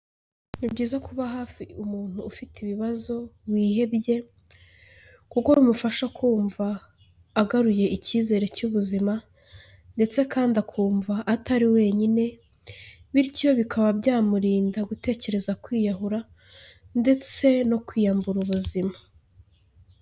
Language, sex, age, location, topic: Kinyarwanda, female, 18-24, Huye, health